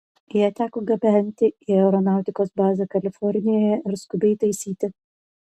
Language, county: Lithuanian, Panevėžys